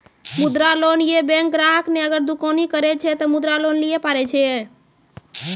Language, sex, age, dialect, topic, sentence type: Maithili, female, 18-24, Angika, banking, question